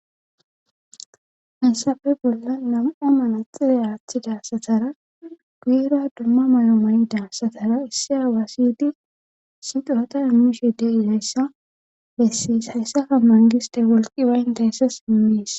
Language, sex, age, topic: Gamo, female, 18-24, government